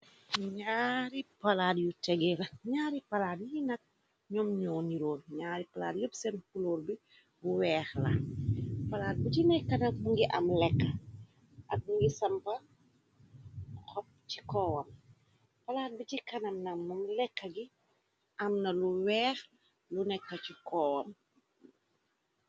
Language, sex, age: Wolof, female, 36-49